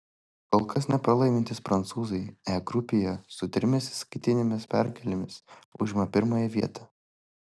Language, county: Lithuanian, Vilnius